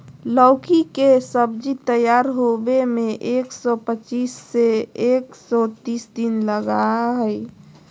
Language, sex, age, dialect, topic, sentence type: Magahi, female, 25-30, Southern, agriculture, statement